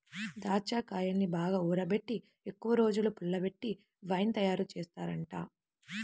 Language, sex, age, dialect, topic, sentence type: Telugu, female, 18-24, Central/Coastal, agriculture, statement